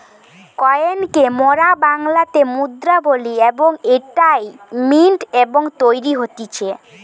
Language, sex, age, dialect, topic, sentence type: Bengali, female, 18-24, Western, banking, statement